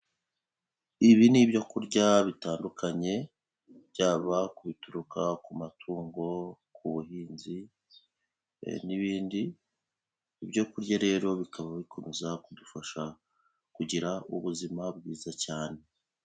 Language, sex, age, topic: Kinyarwanda, male, 36-49, finance